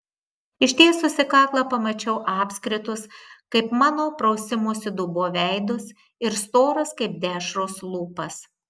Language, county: Lithuanian, Marijampolė